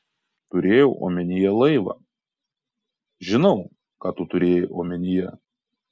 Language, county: Lithuanian, Kaunas